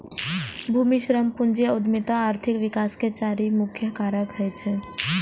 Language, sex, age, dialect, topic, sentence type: Maithili, female, 18-24, Eastern / Thethi, banking, statement